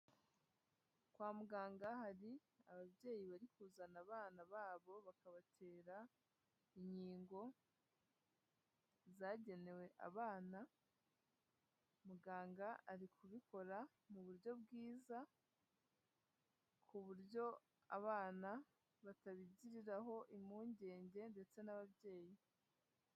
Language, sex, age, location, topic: Kinyarwanda, female, 25-35, Huye, health